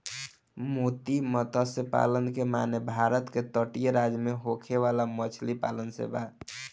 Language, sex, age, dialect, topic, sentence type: Bhojpuri, male, 18-24, Southern / Standard, agriculture, statement